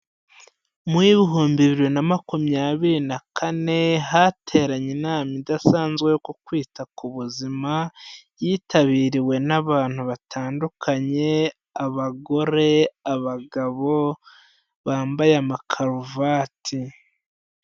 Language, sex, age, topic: Kinyarwanda, male, 25-35, health